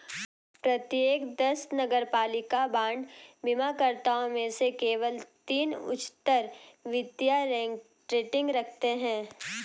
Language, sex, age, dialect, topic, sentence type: Hindi, female, 18-24, Hindustani Malvi Khadi Boli, banking, statement